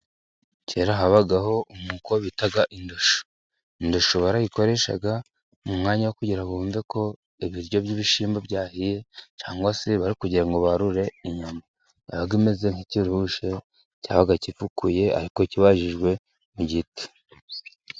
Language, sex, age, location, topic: Kinyarwanda, male, 36-49, Musanze, government